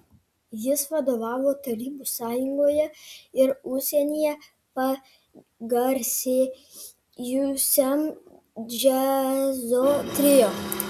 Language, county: Lithuanian, Kaunas